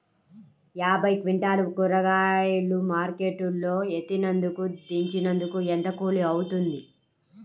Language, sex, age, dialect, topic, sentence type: Telugu, female, 18-24, Central/Coastal, agriculture, question